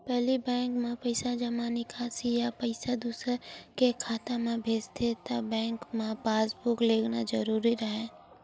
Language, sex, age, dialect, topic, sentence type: Chhattisgarhi, female, 18-24, Western/Budati/Khatahi, banking, statement